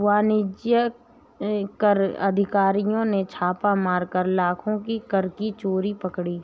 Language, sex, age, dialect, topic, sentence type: Hindi, female, 31-35, Awadhi Bundeli, banking, statement